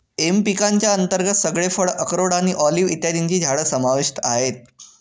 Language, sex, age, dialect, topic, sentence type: Marathi, male, 18-24, Northern Konkan, agriculture, statement